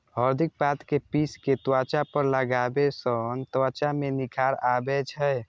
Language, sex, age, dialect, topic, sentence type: Maithili, male, 18-24, Eastern / Thethi, agriculture, statement